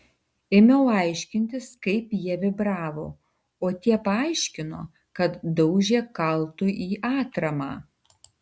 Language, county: Lithuanian, Tauragė